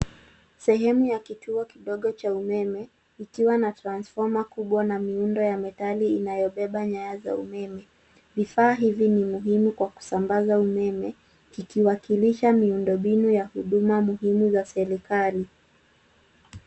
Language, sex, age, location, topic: Swahili, female, 18-24, Nairobi, government